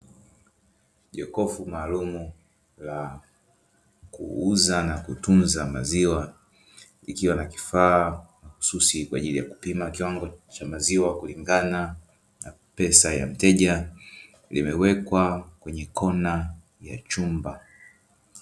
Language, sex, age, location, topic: Swahili, male, 25-35, Dar es Salaam, finance